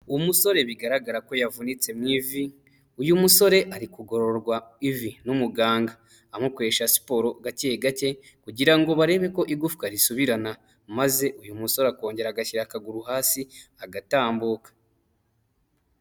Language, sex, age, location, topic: Kinyarwanda, male, 18-24, Huye, health